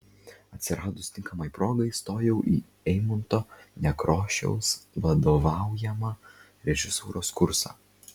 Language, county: Lithuanian, Vilnius